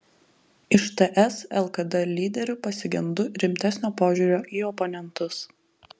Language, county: Lithuanian, Telšiai